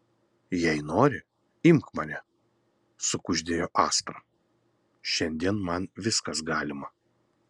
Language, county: Lithuanian, Kaunas